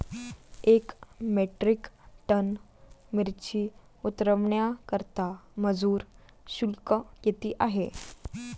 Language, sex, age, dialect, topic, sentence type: Marathi, female, 18-24, Standard Marathi, agriculture, question